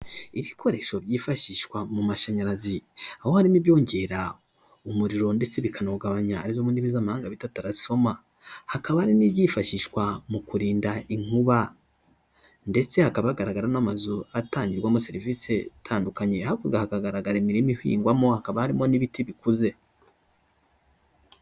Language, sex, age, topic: Kinyarwanda, male, 25-35, government